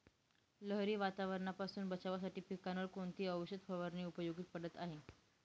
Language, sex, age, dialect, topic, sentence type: Marathi, female, 18-24, Northern Konkan, agriculture, question